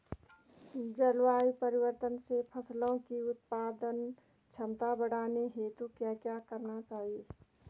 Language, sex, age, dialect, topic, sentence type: Hindi, female, 46-50, Garhwali, agriculture, question